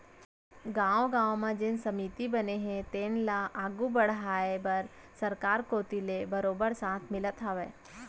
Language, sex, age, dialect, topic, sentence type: Chhattisgarhi, female, 25-30, Central, banking, statement